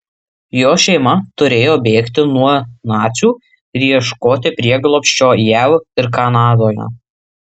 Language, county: Lithuanian, Marijampolė